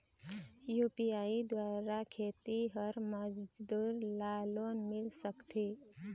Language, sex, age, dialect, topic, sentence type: Chhattisgarhi, female, 25-30, Eastern, banking, question